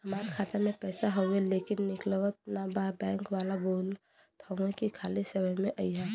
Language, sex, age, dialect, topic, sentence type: Bhojpuri, female, 18-24, Western, banking, question